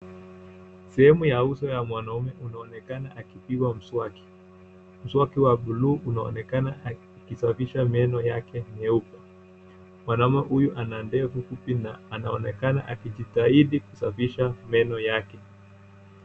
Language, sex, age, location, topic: Swahili, male, 18-24, Nairobi, health